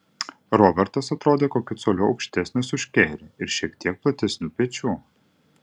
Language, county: Lithuanian, Utena